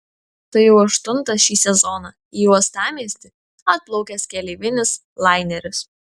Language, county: Lithuanian, Vilnius